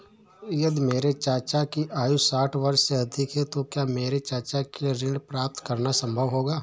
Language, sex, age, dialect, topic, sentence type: Hindi, male, 31-35, Awadhi Bundeli, banking, statement